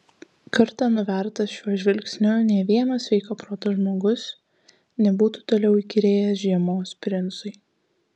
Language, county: Lithuanian, Kaunas